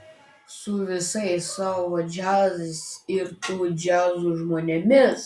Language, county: Lithuanian, Klaipėda